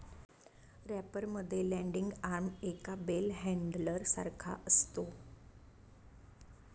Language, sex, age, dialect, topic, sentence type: Marathi, female, 41-45, Northern Konkan, agriculture, statement